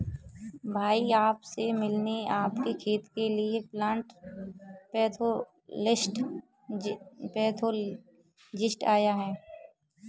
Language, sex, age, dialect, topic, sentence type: Hindi, female, 18-24, Kanauji Braj Bhasha, agriculture, statement